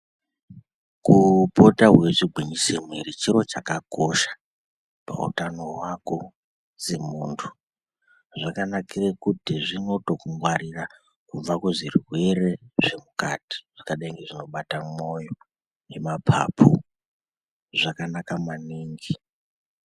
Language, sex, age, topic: Ndau, male, 18-24, health